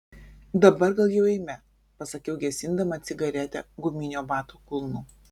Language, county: Lithuanian, Vilnius